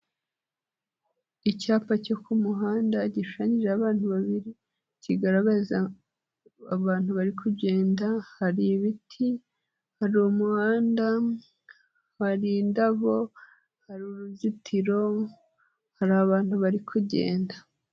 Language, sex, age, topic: Kinyarwanda, female, 18-24, government